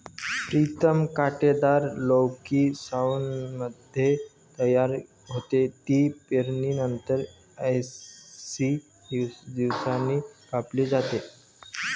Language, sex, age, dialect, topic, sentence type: Marathi, male, 31-35, Varhadi, agriculture, statement